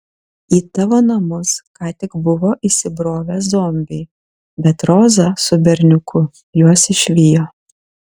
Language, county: Lithuanian, Kaunas